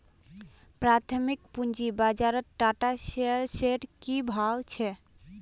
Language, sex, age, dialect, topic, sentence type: Magahi, female, 18-24, Northeastern/Surjapuri, banking, statement